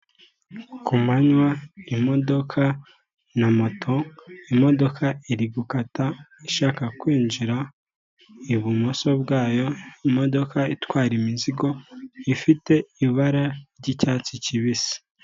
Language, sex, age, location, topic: Kinyarwanda, male, 18-24, Kigali, government